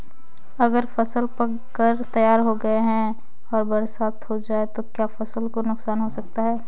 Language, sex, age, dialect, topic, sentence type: Hindi, female, 18-24, Kanauji Braj Bhasha, agriculture, question